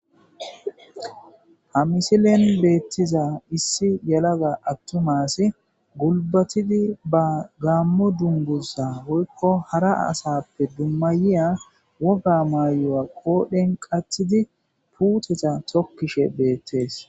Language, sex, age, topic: Gamo, male, 25-35, agriculture